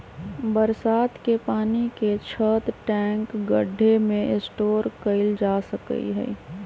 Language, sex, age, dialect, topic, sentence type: Magahi, female, 25-30, Western, agriculture, statement